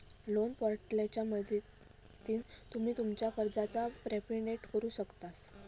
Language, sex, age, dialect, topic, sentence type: Marathi, female, 18-24, Southern Konkan, banking, statement